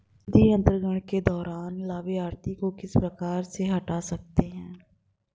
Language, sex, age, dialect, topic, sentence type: Hindi, female, 25-30, Marwari Dhudhari, banking, question